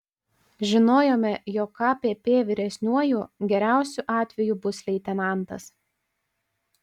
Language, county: Lithuanian, Panevėžys